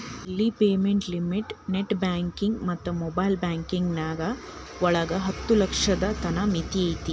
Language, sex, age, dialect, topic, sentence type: Kannada, female, 31-35, Dharwad Kannada, banking, statement